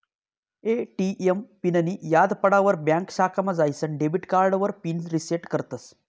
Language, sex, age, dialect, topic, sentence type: Marathi, male, 18-24, Northern Konkan, banking, statement